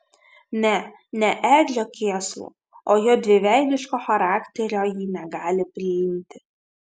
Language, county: Lithuanian, Vilnius